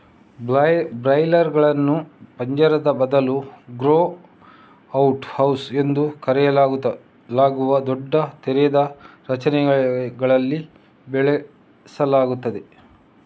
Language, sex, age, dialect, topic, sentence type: Kannada, male, 25-30, Coastal/Dakshin, agriculture, statement